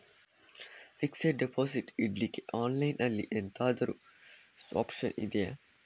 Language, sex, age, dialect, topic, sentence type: Kannada, male, 25-30, Coastal/Dakshin, banking, question